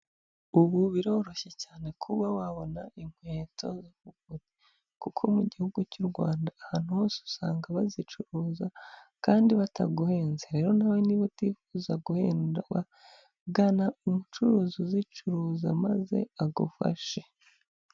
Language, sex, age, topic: Kinyarwanda, male, 25-35, finance